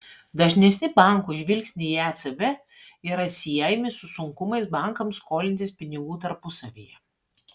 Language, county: Lithuanian, Vilnius